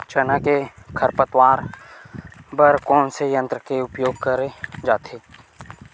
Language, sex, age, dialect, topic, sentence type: Chhattisgarhi, male, 18-24, Western/Budati/Khatahi, agriculture, question